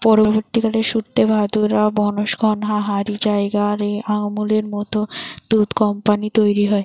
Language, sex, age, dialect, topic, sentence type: Bengali, female, 18-24, Western, agriculture, statement